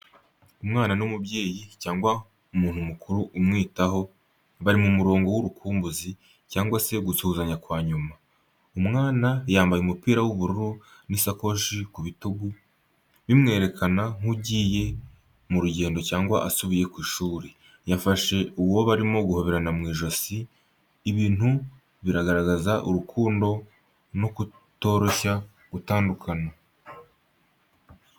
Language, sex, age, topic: Kinyarwanda, male, 18-24, education